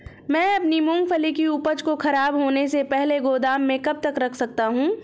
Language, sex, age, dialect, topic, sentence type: Hindi, female, 25-30, Awadhi Bundeli, agriculture, question